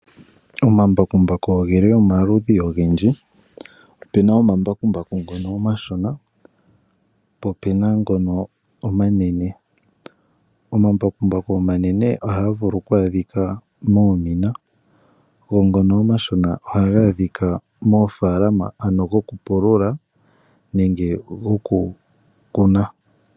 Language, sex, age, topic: Oshiwambo, male, 25-35, agriculture